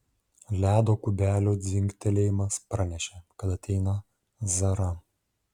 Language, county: Lithuanian, Šiauliai